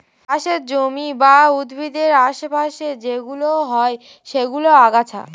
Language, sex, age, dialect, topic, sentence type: Bengali, female, 18-24, Standard Colloquial, agriculture, statement